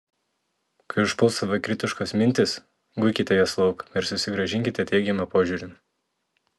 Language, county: Lithuanian, Telšiai